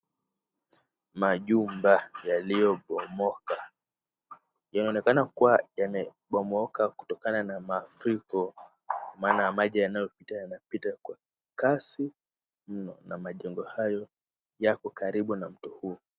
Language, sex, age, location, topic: Swahili, male, 18-24, Kisumu, health